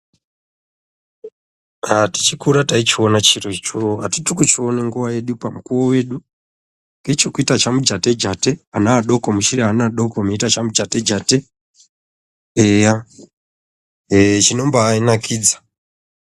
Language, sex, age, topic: Ndau, male, 36-49, health